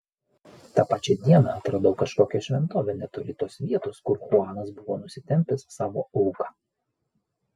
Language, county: Lithuanian, Vilnius